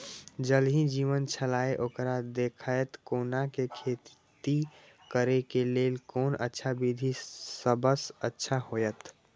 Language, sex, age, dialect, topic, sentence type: Maithili, male, 18-24, Eastern / Thethi, agriculture, question